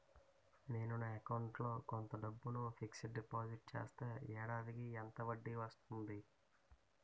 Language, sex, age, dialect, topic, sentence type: Telugu, male, 18-24, Utterandhra, banking, question